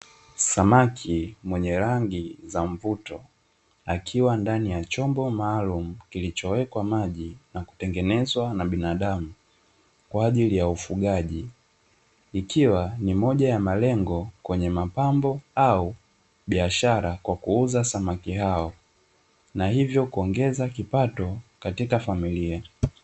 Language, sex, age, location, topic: Swahili, male, 25-35, Dar es Salaam, agriculture